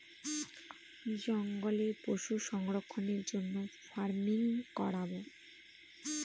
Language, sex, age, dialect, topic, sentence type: Bengali, female, 25-30, Northern/Varendri, agriculture, statement